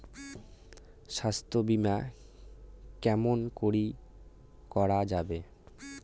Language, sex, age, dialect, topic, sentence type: Bengali, male, 18-24, Rajbangshi, banking, question